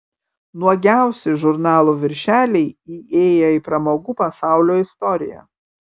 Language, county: Lithuanian, Kaunas